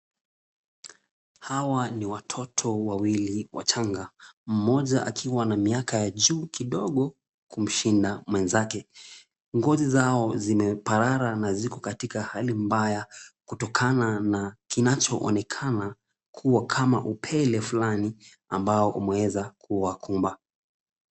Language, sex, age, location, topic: Swahili, male, 25-35, Kisumu, health